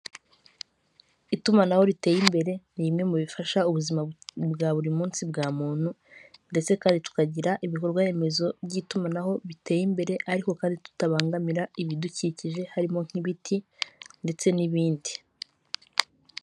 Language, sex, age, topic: Kinyarwanda, female, 18-24, government